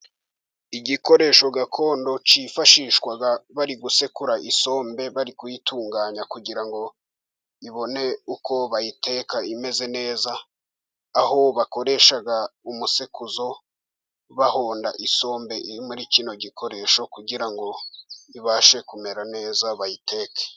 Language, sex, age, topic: Kinyarwanda, male, 18-24, government